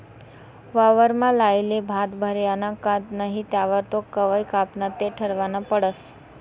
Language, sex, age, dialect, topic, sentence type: Marathi, female, 25-30, Northern Konkan, agriculture, statement